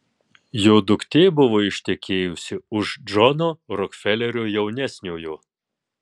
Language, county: Lithuanian, Tauragė